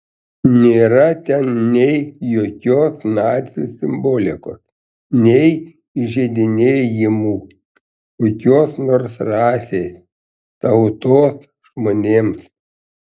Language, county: Lithuanian, Panevėžys